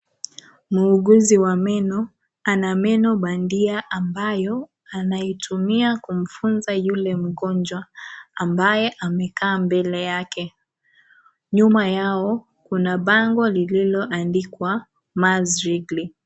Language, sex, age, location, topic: Swahili, female, 25-35, Kisii, health